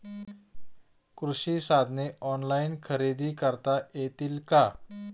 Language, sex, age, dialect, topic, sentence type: Marathi, male, 41-45, Standard Marathi, agriculture, question